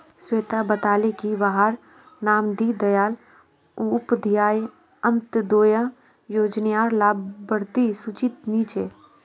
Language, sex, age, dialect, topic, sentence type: Magahi, female, 36-40, Northeastern/Surjapuri, banking, statement